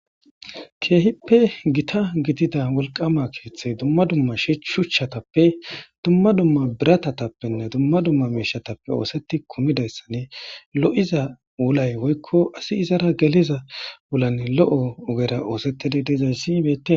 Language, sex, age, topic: Gamo, female, 18-24, government